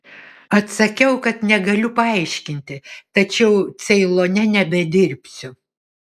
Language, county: Lithuanian, Vilnius